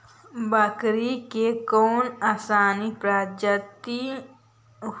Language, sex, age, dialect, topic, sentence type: Magahi, female, 60-100, Central/Standard, agriculture, statement